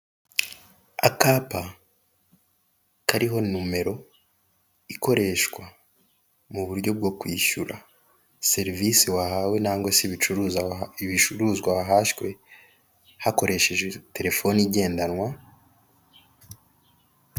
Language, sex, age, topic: Kinyarwanda, male, 18-24, finance